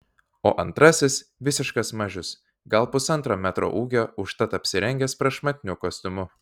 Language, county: Lithuanian, Vilnius